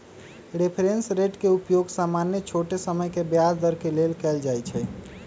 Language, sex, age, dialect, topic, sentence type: Magahi, male, 25-30, Western, banking, statement